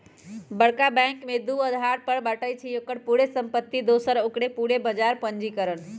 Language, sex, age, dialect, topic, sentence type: Magahi, female, 18-24, Western, banking, statement